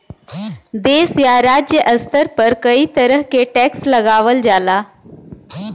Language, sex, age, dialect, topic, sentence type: Bhojpuri, female, 25-30, Western, banking, statement